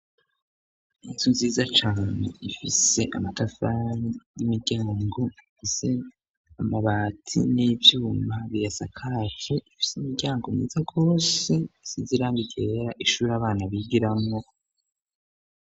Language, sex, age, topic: Rundi, male, 25-35, education